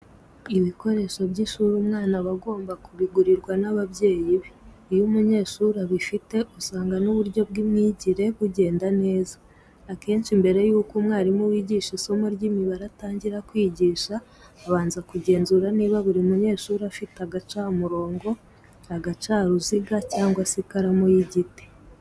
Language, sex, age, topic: Kinyarwanda, female, 18-24, education